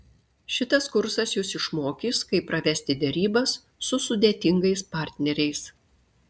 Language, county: Lithuanian, Klaipėda